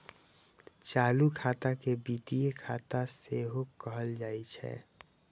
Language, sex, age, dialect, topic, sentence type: Maithili, male, 18-24, Eastern / Thethi, banking, statement